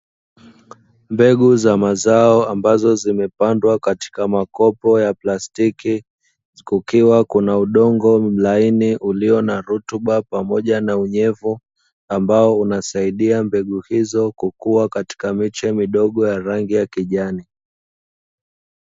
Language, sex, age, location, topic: Swahili, male, 25-35, Dar es Salaam, agriculture